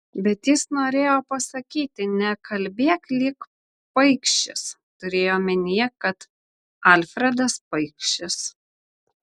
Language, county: Lithuanian, Vilnius